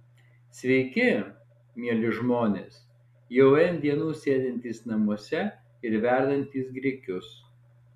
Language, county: Lithuanian, Alytus